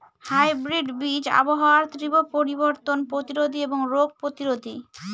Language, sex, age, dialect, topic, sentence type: Bengali, female, 18-24, Northern/Varendri, agriculture, statement